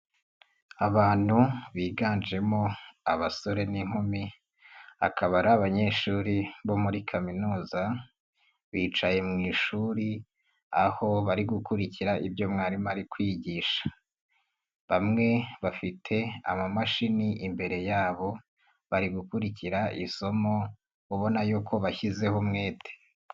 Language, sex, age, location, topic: Kinyarwanda, male, 25-35, Nyagatare, education